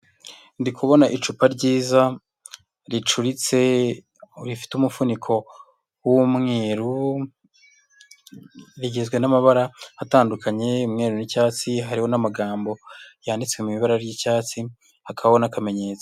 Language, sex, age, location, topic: Kinyarwanda, male, 25-35, Huye, health